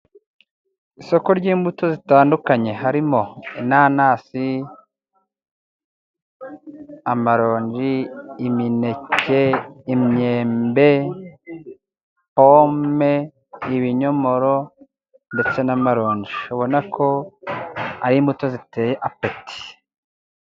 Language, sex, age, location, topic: Kinyarwanda, male, 18-24, Musanze, finance